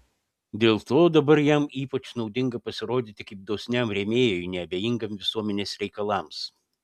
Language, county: Lithuanian, Panevėžys